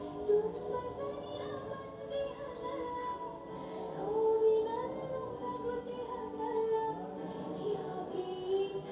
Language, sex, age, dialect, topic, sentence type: Kannada, female, 60-100, Dharwad Kannada, banking, statement